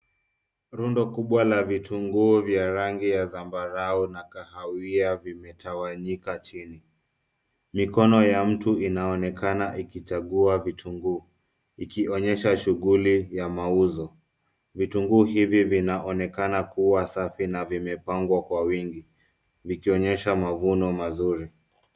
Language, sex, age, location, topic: Swahili, male, 25-35, Nairobi, agriculture